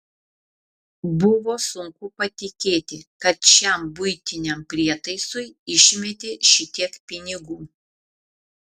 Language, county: Lithuanian, Šiauliai